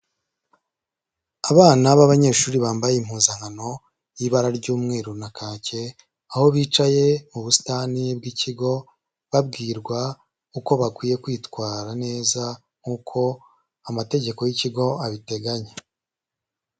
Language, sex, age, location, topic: Kinyarwanda, male, 25-35, Huye, education